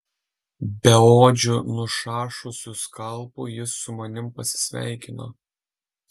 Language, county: Lithuanian, Alytus